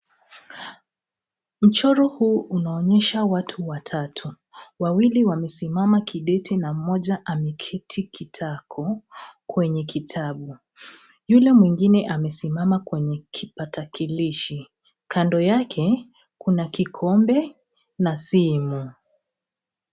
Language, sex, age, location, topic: Swahili, female, 25-35, Nairobi, education